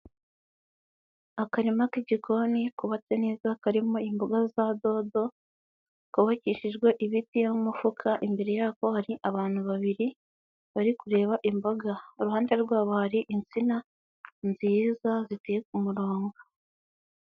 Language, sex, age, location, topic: Kinyarwanda, male, 18-24, Huye, agriculture